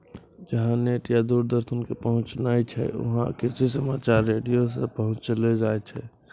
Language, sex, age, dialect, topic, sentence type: Maithili, male, 18-24, Angika, agriculture, statement